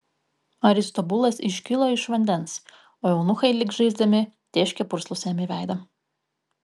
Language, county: Lithuanian, Kaunas